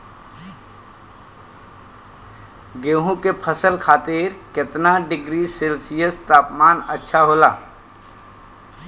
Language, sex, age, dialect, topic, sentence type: Bhojpuri, male, 36-40, Western, agriculture, question